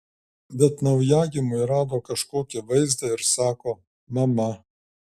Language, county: Lithuanian, Šiauliai